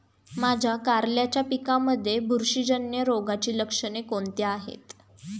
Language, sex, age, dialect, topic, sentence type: Marathi, female, 18-24, Standard Marathi, agriculture, question